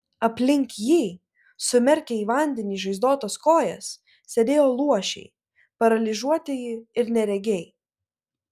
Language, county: Lithuanian, Klaipėda